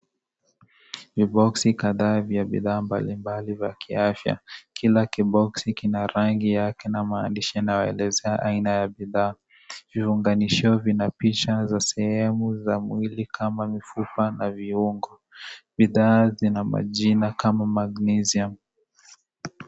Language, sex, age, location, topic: Swahili, male, 25-35, Kisii, health